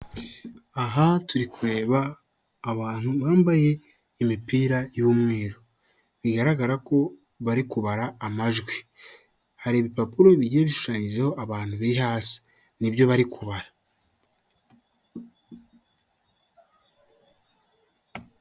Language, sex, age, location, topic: Kinyarwanda, male, 25-35, Kigali, government